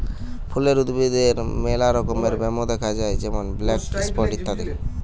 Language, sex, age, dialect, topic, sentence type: Bengali, male, 18-24, Western, agriculture, statement